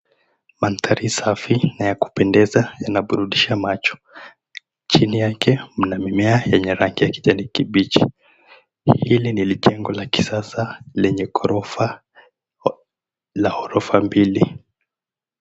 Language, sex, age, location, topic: Swahili, male, 18-24, Mombasa, education